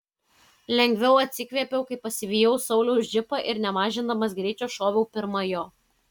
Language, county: Lithuanian, Kaunas